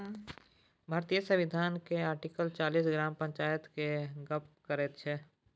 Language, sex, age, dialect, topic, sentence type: Maithili, male, 18-24, Bajjika, banking, statement